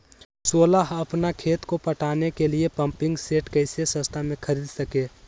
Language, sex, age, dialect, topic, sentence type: Magahi, male, 18-24, Western, agriculture, question